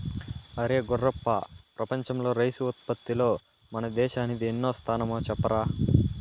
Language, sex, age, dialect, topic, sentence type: Telugu, male, 18-24, Southern, agriculture, statement